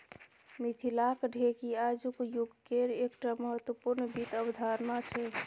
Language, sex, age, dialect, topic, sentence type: Maithili, female, 25-30, Bajjika, banking, statement